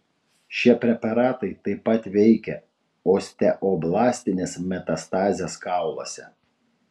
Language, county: Lithuanian, Utena